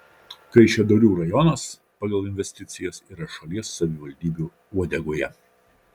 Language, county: Lithuanian, Vilnius